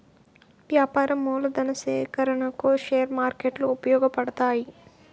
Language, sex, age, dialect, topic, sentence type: Telugu, female, 18-24, Utterandhra, banking, statement